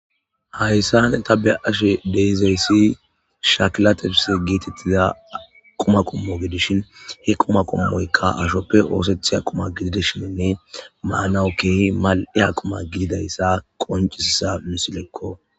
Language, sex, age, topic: Gamo, male, 25-35, government